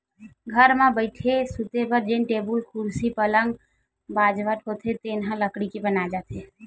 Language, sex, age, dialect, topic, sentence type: Chhattisgarhi, female, 18-24, Western/Budati/Khatahi, agriculture, statement